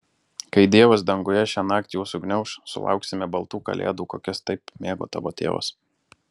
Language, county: Lithuanian, Alytus